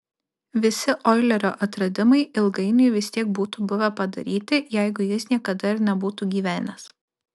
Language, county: Lithuanian, Alytus